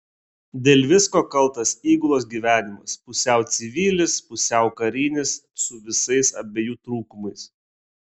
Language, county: Lithuanian, Klaipėda